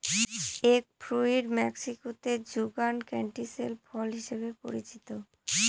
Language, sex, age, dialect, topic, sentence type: Bengali, female, 18-24, Northern/Varendri, agriculture, statement